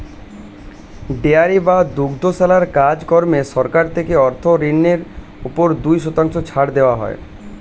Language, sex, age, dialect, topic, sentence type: Bengali, male, 25-30, Standard Colloquial, agriculture, statement